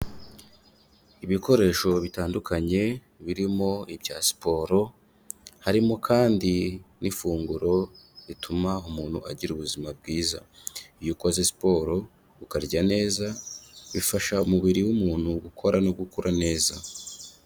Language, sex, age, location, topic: Kinyarwanda, male, 25-35, Kigali, health